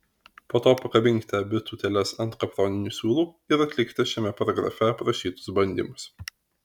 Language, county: Lithuanian, Vilnius